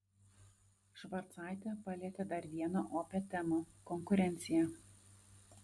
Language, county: Lithuanian, Vilnius